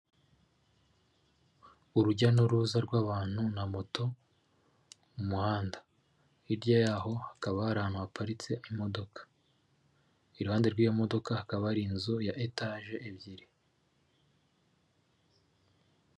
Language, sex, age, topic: Kinyarwanda, male, 36-49, government